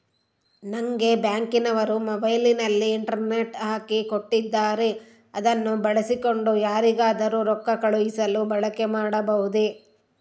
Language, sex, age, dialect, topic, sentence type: Kannada, female, 36-40, Central, banking, question